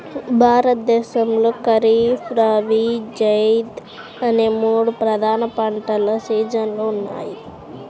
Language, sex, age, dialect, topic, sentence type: Telugu, male, 25-30, Central/Coastal, agriculture, statement